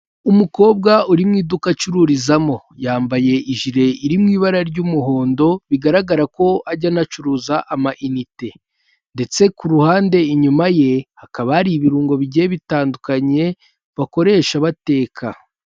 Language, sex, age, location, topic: Kinyarwanda, male, 18-24, Kigali, health